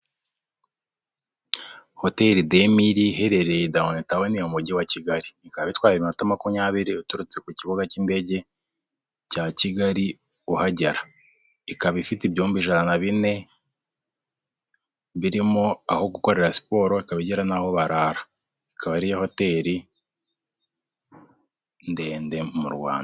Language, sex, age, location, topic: Kinyarwanda, male, 25-35, Huye, finance